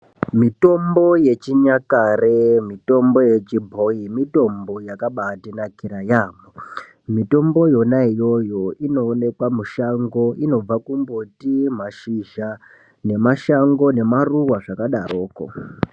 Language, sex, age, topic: Ndau, male, 18-24, health